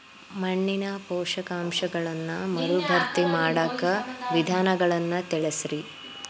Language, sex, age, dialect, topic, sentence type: Kannada, female, 18-24, Dharwad Kannada, agriculture, question